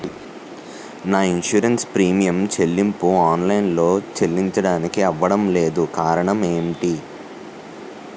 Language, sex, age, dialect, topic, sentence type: Telugu, male, 18-24, Utterandhra, banking, question